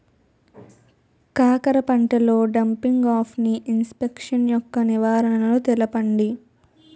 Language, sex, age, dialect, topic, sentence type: Telugu, female, 18-24, Utterandhra, agriculture, question